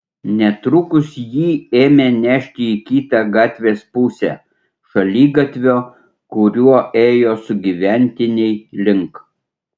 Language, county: Lithuanian, Utena